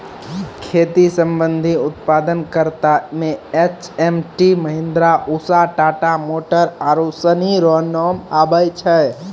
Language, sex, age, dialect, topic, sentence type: Maithili, male, 18-24, Angika, agriculture, statement